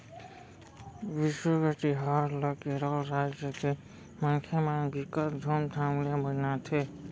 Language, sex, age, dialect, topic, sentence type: Chhattisgarhi, male, 46-50, Central, agriculture, statement